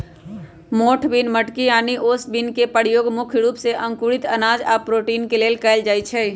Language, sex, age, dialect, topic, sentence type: Magahi, female, 25-30, Western, agriculture, statement